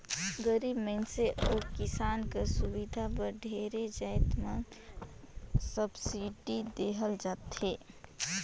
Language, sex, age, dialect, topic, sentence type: Chhattisgarhi, female, 18-24, Northern/Bhandar, banking, statement